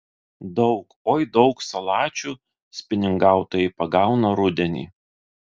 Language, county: Lithuanian, Vilnius